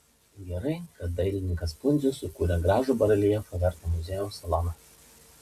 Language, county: Lithuanian, Panevėžys